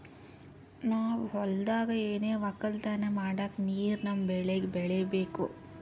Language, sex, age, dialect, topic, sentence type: Kannada, female, 51-55, Northeastern, agriculture, statement